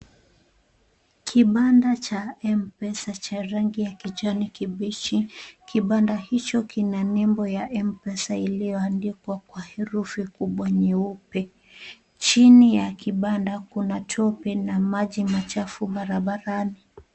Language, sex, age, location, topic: Swahili, female, 18-24, Kisumu, finance